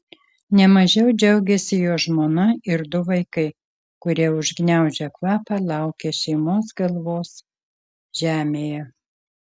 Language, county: Lithuanian, Kaunas